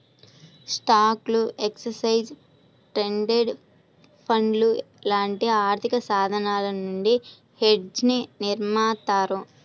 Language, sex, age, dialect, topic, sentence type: Telugu, female, 18-24, Central/Coastal, banking, statement